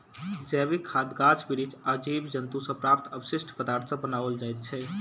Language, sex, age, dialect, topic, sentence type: Maithili, male, 18-24, Southern/Standard, agriculture, statement